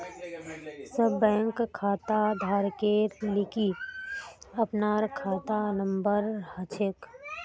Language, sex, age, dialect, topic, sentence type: Magahi, female, 18-24, Northeastern/Surjapuri, banking, statement